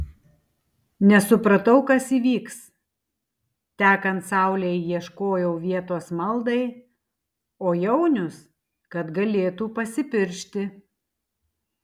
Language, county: Lithuanian, Tauragė